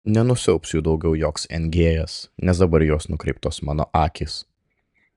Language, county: Lithuanian, Klaipėda